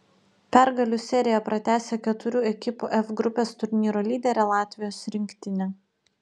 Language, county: Lithuanian, Utena